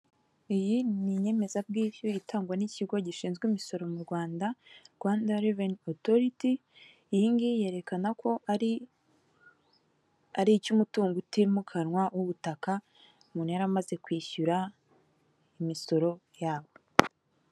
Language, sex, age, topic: Kinyarwanda, female, 18-24, finance